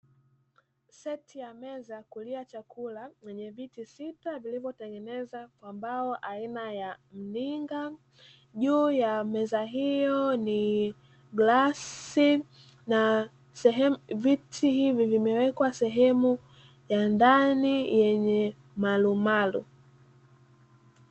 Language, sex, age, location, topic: Swahili, female, 18-24, Dar es Salaam, finance